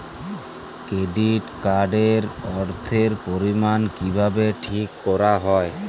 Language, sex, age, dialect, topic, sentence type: Bengali, male, 18-24, Jharkhandi, banking, question